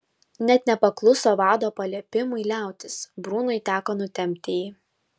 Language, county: Lithuanian, Vilnius